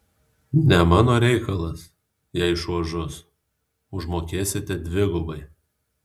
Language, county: Lithuanian, Alytus